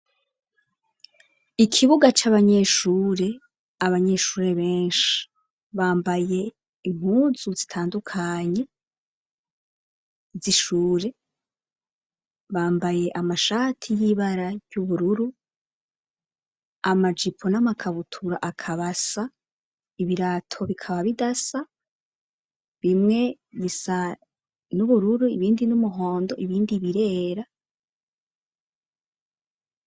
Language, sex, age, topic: Rundi, female, 25-35, education